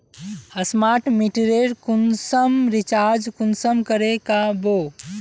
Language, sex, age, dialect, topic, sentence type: Magahi, male, 18-24, Northeastern/Surjapuri, banking, question